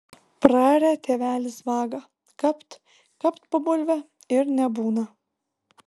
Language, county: Lithuanian, Vilnius